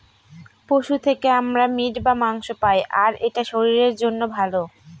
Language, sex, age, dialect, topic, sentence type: Bengali, female, 25-30, Northern/Varendri, agriculture, statement